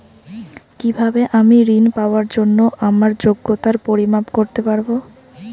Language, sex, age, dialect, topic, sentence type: Bengali, female, 18-24, Rajbangshi, banking, question